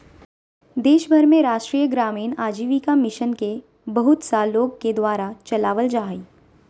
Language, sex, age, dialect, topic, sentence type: Magahi, female, 18-24, Southern, banking, statement